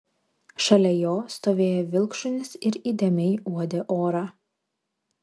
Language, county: Lithuanian, Vilnius